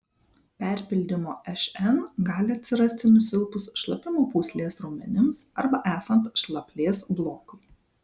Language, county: Lithuanian, Vilnius